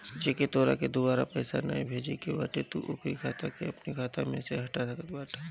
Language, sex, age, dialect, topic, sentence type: Bhojpuri, female, 25-30, Northern, banking, statement